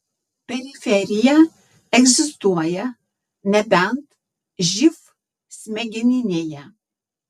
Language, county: Lithuanian, Tauragė